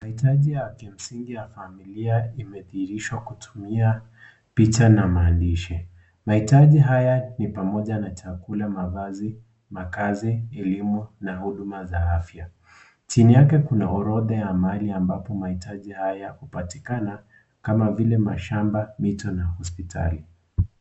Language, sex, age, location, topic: Swahili, male, 18-24, Kisii, education